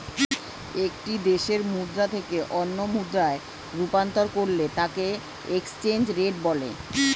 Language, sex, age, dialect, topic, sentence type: Bengali, male, 41-45, Standard Colloquial, banking, statement